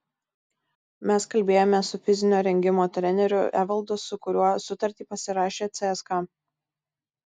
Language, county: Lithuanian, Tauragė